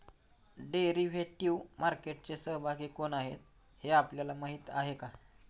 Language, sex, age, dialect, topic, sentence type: Marathi, male, 60-100, Standard Marathi, banking, statement